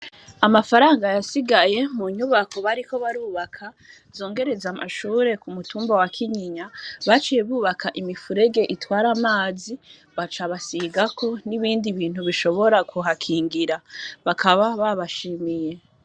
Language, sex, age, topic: Rundi, female, 25-35, education